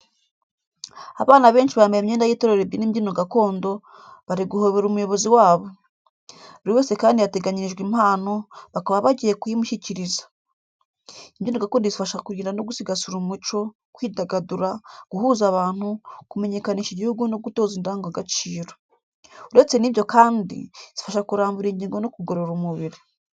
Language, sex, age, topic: Kinyarwanda, female, 25-35, education